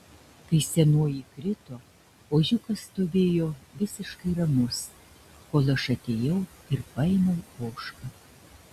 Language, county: Lithuanian, Šiauliai